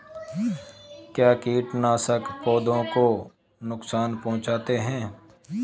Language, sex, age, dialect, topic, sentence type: Hindi, male, 31-35, Marwari Dhudhari, agriculture, question